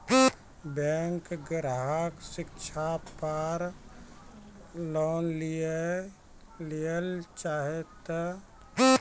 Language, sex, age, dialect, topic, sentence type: Maithili, male, 36-40, Angika, banking, question